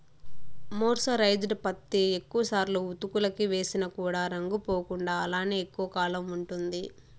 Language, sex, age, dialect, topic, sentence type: Telugu, female, 18-24, Southern, agriculture, statement